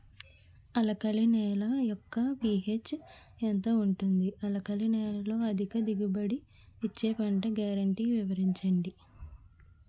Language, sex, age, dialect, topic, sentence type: Telugu, female, 18-24, Utterandhra, agriculture, question